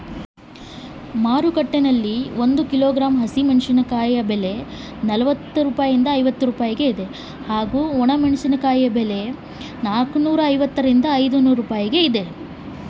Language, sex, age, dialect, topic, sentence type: Kannada, female, 25-30, Central, agriculture, question